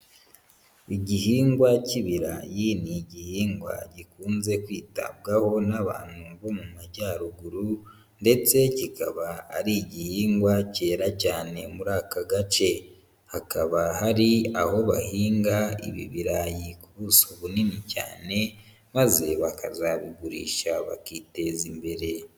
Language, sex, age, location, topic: Kinyarwanda, male, 25-35, Huye, agriculture